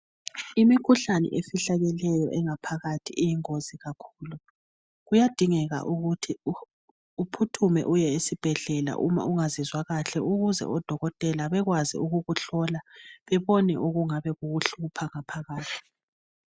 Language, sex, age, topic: North Ndebele, female, 36-49, health